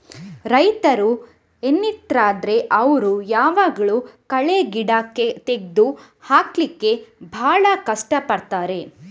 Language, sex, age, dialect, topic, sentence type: Kannada, female, 18-24, Coastal/Dakshin, agriculture, statement